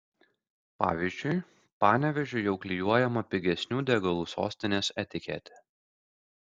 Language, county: Lithuanian, Kaunas